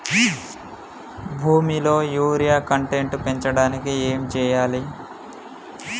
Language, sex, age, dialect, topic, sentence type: Telugu, male, 25-30, Telangana, agriculture, question